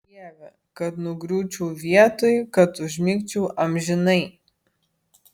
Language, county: Lithuanian, Vilnius